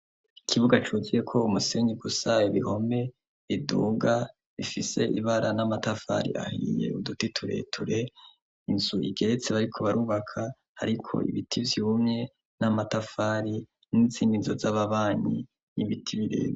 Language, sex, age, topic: Rundi, male, 25-35, education